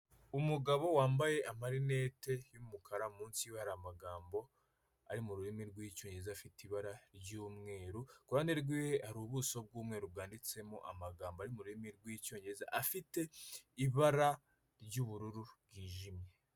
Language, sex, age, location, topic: Kinyarwanda, male, 25-35, Kigali, health